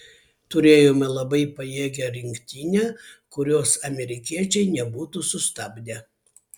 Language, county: Lithuanian, Vilnius